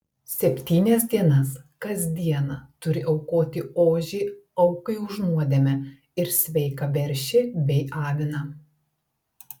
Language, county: Lithuanian, Telšiai